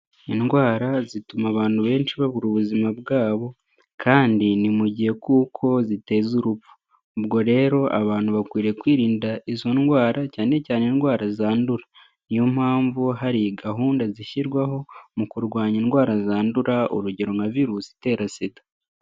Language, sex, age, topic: Kinyarwanda, male, 18-24, health